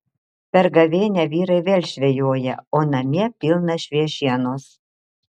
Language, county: Lithuanian, Marijampolė